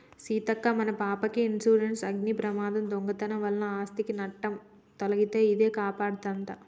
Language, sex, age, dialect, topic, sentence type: Telugu, female, 36-40, Telangana, banking, statement